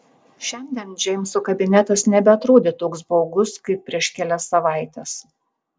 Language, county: Lithuanian, Tauragė